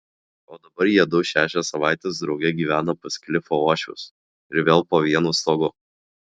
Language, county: Lithuanian, Klaipėda